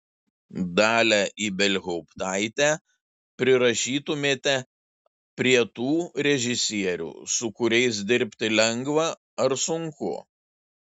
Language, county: Lithuanian, Šiauliai